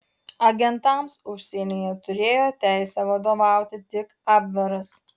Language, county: Lithuanian, Utena